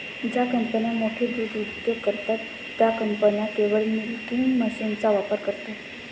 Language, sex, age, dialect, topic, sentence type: Marathi, male, 18-24, Standard Marathi, agriculture, statement